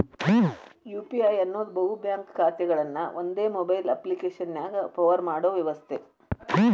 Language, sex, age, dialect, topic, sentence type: Kannada, female, 60-100, Dharwad Kannada, banking, statement